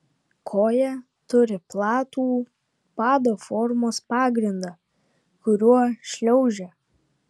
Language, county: Lithuanian, Vilnius